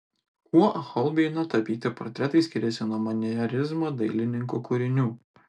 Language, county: Lithuanian, Telšiai